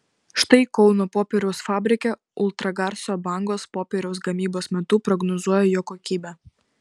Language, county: Lithuanian, Vilnius